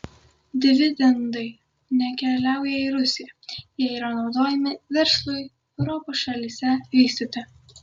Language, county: Lithuanian, Kaunas